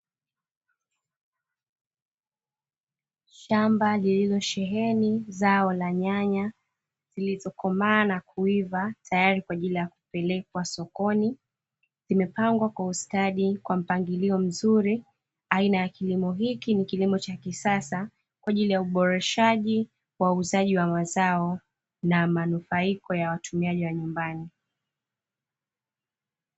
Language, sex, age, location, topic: Swahili, female, 25-35, Dar es Salaam, agriculture